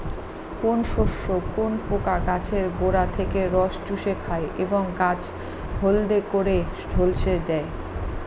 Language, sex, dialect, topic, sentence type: Bengali, female, Northern/Varendri, agriculture, question